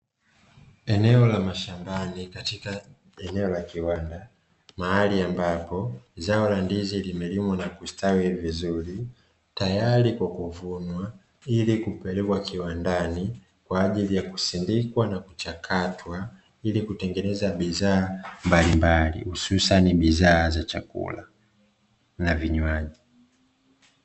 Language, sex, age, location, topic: Swahili, male, 25-35, Dar es Salaam, agriculture